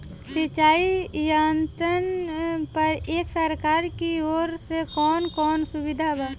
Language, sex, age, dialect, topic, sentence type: Bhojpuri, female, 18-24, Northern, agriculture, question